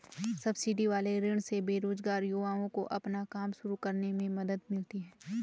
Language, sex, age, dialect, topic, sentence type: Hindi, female, 18-24, Garhwali, banking, statement